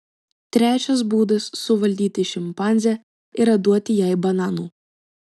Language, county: Lithuanian, Vilnius